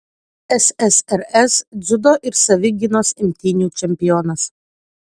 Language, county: Lithuanian, Utena